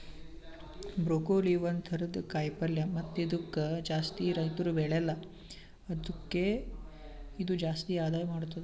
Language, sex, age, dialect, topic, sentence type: Kannada, male, 18-24, Northeastern, agriculture, statement